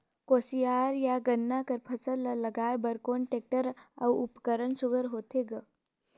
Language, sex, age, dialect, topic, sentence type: Chhattisgarhi, female, 18-24, Northern/Bhandar, agriculture, question